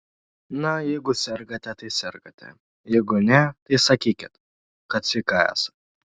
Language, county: Lithuanian, Šiauliai